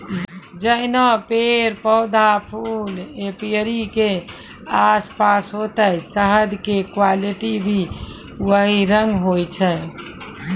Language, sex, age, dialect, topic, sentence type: Maithili, female, 18-24, Angika, agriculture, statement